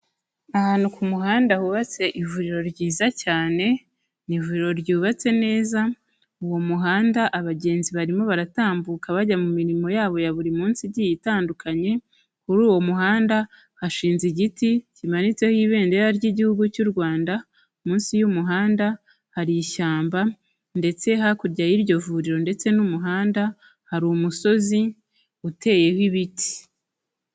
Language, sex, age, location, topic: Kinyarwanda, female, 25-35, Kigali, health